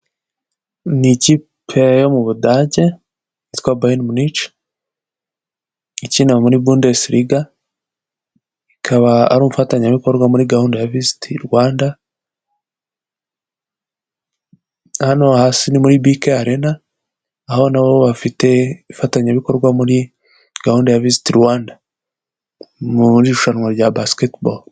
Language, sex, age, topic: Kinyarwanda, male, 18-24, government